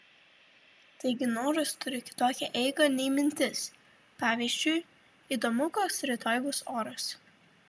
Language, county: Lithuanian, Vilnius